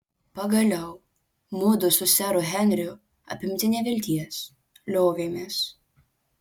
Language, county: Lithuanian, Alytus